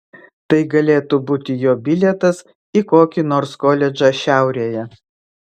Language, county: Lithuanian, Vilnius